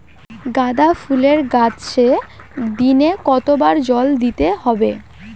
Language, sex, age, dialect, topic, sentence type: Bengali, female, <18, Rajbangshi, agriculture, question